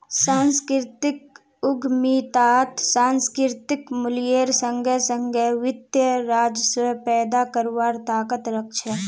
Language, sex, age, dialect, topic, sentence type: Magahi, female, 18-24, Northeastern/Surjapuri, banking, statement